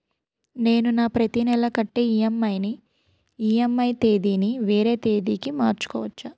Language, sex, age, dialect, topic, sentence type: Telugu, female, 18-24, Utterandhra, banking, question